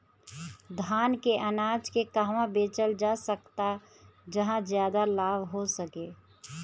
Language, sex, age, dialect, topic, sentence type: Bhojpuri, female, 31-35, Southern / Standard, agriculture, question